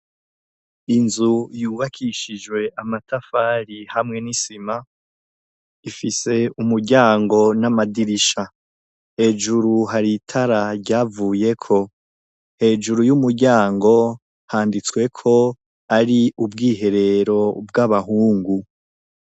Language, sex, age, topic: Rundi, male, 25-35, education